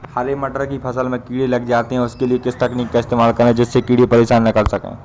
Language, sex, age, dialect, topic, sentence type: Hindi, male, 18-24, Awadhi Bundeli, agriculture, question